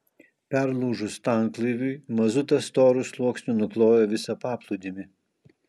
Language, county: Lithuanian, Kaunas